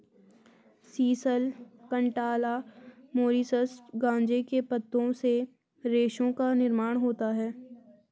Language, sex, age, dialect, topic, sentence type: Hindi, female, 25-30, Garhwali, agriculture, statement